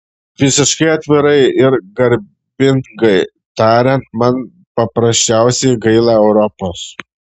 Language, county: Lithuanian, Šiauliai